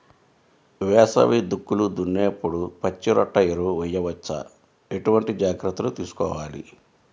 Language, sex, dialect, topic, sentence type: Telugu, female, Central/Coastal, agriculture, question